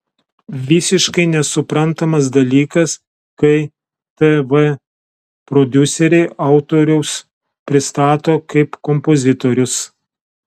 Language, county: Lithuanian, Telšiai